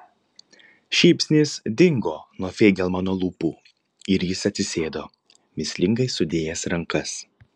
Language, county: Lithuanian, Panevėžys